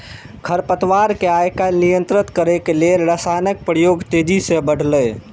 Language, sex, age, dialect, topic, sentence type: Maithili, male, 18-24, Eastern / Thethi, agriculture, statement